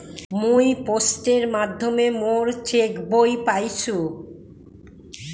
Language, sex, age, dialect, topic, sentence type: Bengali, female, 60-100, Rajbangshi, banking, statement